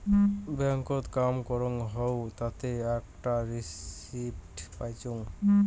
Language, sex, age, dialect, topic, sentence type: Bengali, male, 18-24, Rajbangshi, banking, statement